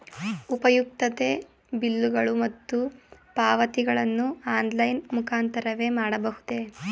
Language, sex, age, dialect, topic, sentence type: Kannada, female, 18-24, Mysore Kannada, banking, question